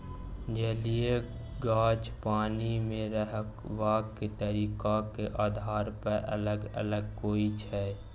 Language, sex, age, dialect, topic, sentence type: Maithili, male, 18-24, Bajjika, agriculture, statement